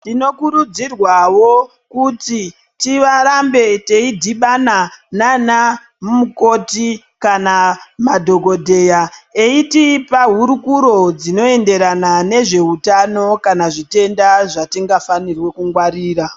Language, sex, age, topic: Ndau, male, 18-24, health